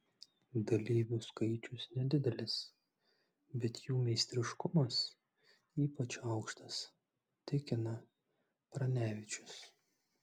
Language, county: Lithuanian, Klaipėda